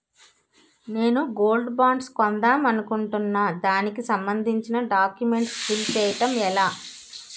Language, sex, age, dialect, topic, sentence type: Telugu, female, 18-24, Utterandhra, banking, question